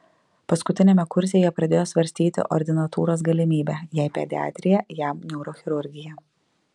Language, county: Lithuanian, Klaipėda